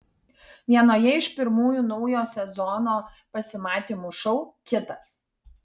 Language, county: Lithuanian, Kaunas